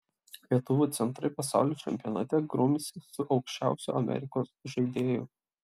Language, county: Lithuanian, Klaipėda